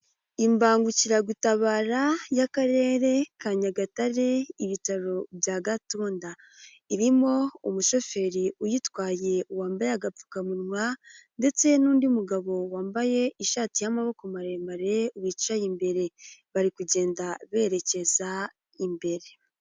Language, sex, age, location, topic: Kinyarwanda, female, 18-24, Nyagatare, health